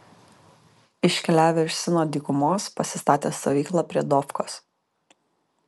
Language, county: Lithuanian, Kaunas